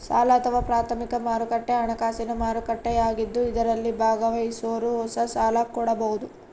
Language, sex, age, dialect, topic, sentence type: Kannada, female, 18-24, Central, banking, statement